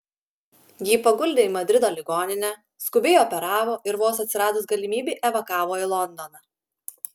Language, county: Lithuanian, Klaipėda